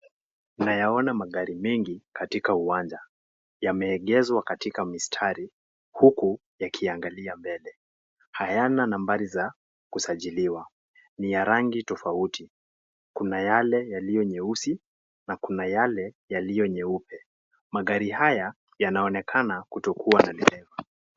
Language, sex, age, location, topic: Swahili, male, 18-24, Kisii, finance